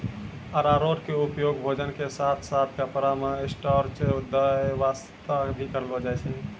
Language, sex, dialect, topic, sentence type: Maithili, male, Angika, agriculture, statement